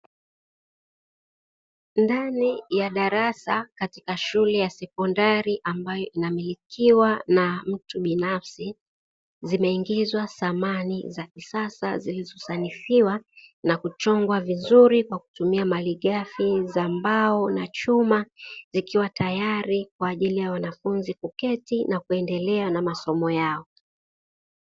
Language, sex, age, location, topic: Swahili, female, 36-49, Dar es Salaam, education